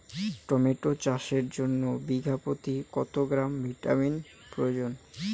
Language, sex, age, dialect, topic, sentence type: Bengali, male, 18-24, Rajbangshi, agriculture, question